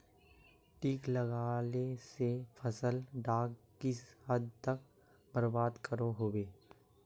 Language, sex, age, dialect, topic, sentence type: Magahi, male, 18-24, Northeastern/Surjapuri, agriculture, question